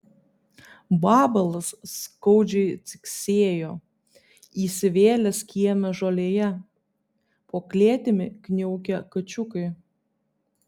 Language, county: Lithuanian, Vilnius